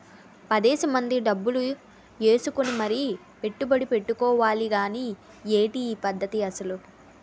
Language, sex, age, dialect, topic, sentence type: Telugu, female, 18-24, Utterandhra, banking, statement